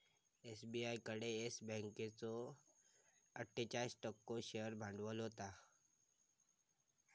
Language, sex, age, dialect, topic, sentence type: Marathi, male, 18-24, Southern Konkan, banking, statement